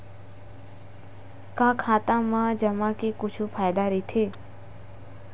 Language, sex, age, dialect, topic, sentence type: Chhattisgarhi, female, 56-60, Western/Budati/Khatahi, banking, question